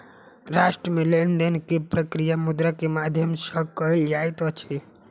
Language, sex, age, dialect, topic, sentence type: Maithili, male, 25-30, Southern/Standard, banking, statement